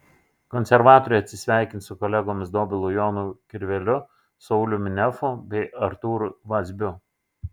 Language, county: Lithuanian, Šiauliai